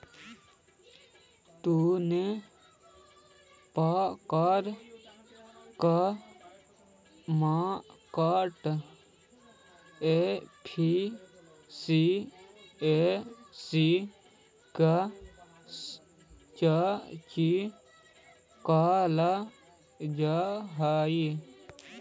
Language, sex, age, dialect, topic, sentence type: Magahi, male, 31-35, Central/Standard, banking, statement